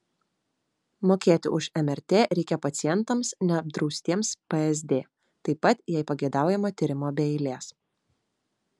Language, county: Lithuanian, Vilnius